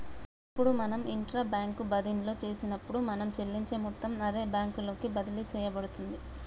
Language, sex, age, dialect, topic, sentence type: Telugu, female, 25-30, Telangana, banking, statement